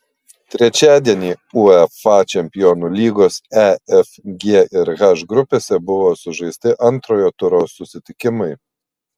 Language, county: Lithuanian, Panevėžys